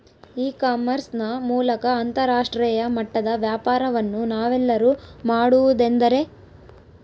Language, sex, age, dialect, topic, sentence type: Kannada, female, 25-30, Central, agriculture, question